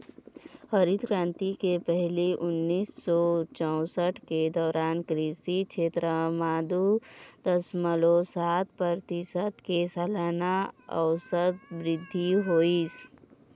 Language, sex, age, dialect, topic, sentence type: Chhattisgarhi, female, 18-24, Eastern, agriculture, statement